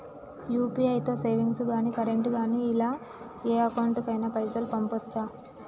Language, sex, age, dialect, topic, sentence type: Telugu, female, 18-24, Telangana, banking, question